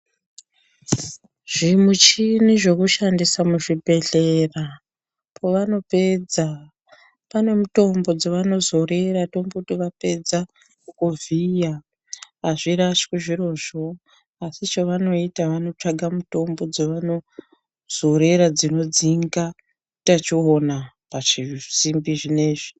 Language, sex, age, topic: Ndau, female, 36-49, health